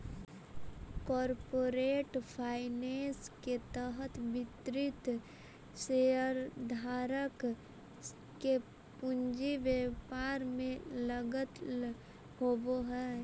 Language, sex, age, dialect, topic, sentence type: Magahi, female, 18-24, Central/Standard, banking, statement